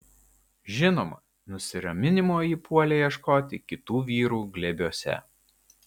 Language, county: Lithuanian, Vilnius